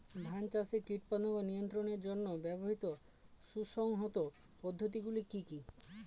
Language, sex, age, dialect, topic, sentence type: Bengali, male, 36-40, Northern/Varendri, agriculture, question